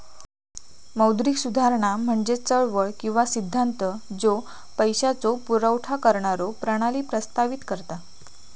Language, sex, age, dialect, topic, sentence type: Marathi, female, 18-24, Southern Konkan, banking, statement